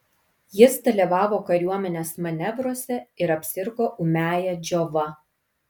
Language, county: Lithuanian, Kaunas